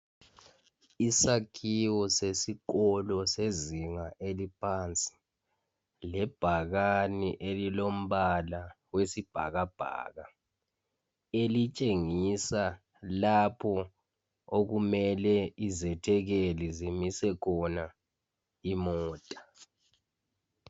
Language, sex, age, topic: North Ndebele, male, 25-35, education